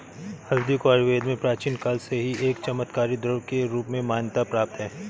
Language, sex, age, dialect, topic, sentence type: Hindi, male, 31-35, Awadhi Bundeli, agriculture, statement